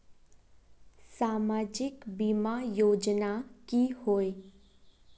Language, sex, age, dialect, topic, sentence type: Magahi, female, 18-24, Northeastern/Surjapuri, banking, question